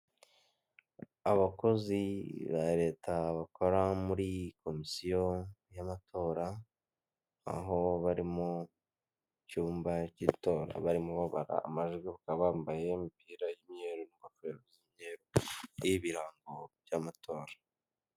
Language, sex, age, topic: Kinyarwanda, male, 18-24, government